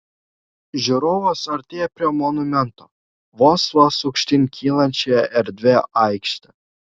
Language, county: Lithuanian, Šiauliai